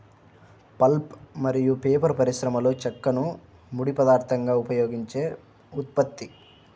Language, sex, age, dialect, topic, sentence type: Telugu, male, 25-30, Central/Coastal, agriculture, statement